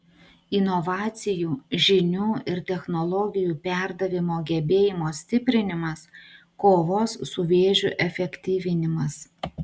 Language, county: Lithuanian, Utena